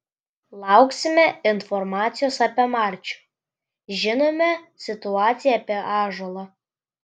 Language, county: Lithuanian, Klaipėda